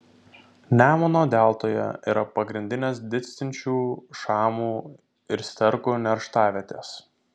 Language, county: Lithuanian, Vilnius